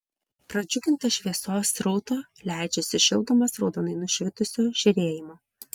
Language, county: Lithuanian, Vilnius